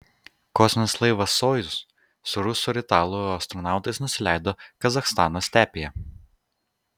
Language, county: Lithuanian, Kaunas